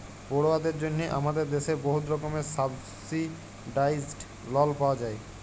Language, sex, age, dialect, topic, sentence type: Bengali, male, 25-30, Jharkhandi, banking, statement